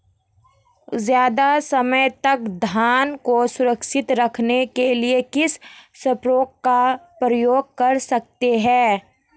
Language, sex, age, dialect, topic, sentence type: Hindi, female, 25-30, Marwari Dhudhari, agriculture, question